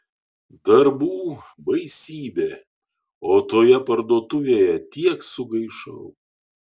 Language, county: Lithuanian, Šiauliai